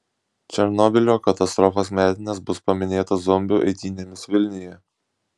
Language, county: Lithuanian, Šiauliai